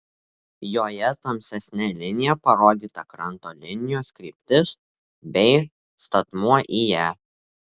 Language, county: Lithuanian, Tauragė